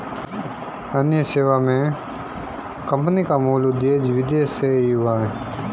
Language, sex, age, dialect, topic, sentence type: Hindi, male, 25-30, Marwari Dhudhari, banking, statement